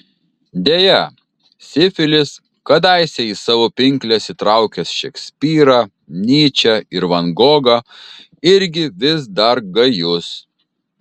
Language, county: Lithuanian, Kaunas